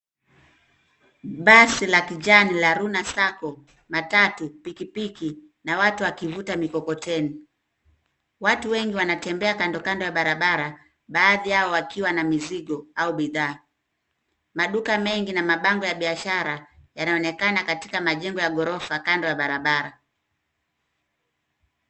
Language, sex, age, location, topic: Swahili, female, 36-49, Nairobi, government